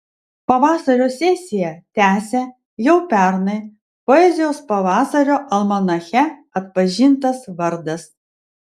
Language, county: Lithuanian, Vilnius